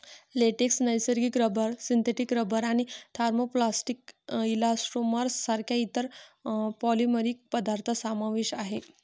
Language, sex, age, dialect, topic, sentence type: Marathi, female, 18-24, Varhadi, agriculture, statement